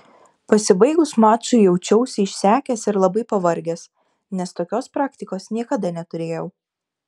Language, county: Lithuanian, Šiauliai